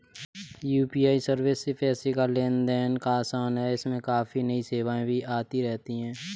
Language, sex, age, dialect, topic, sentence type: Hindi, male, 18-24, Kanauji Braj Bhasha, banking, statement